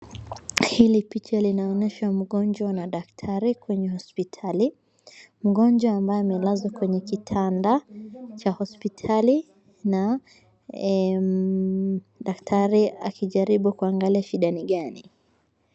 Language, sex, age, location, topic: Swahili, female, 25-35, Wajir, health